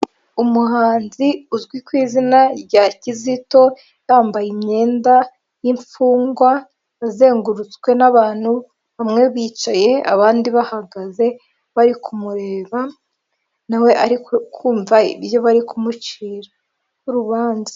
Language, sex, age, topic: Kinyarwanda, female, 18-24, government